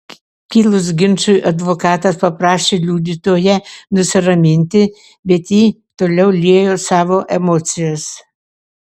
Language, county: Lithuanian, Vilnius